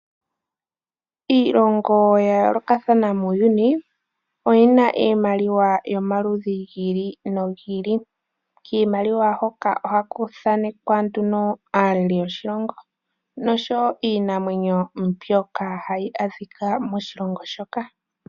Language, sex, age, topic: Oshiwambo, female, 18-24, finance